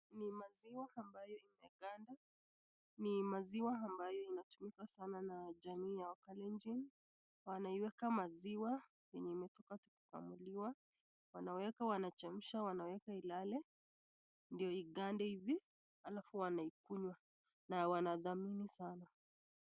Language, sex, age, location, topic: Swahili, female, 25-35, Nakuru, agriculture